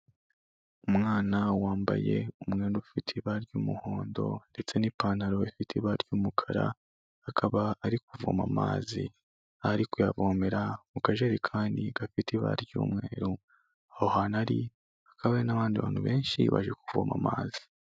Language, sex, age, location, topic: Kinyarwanda, male, 25-35, Kigali, health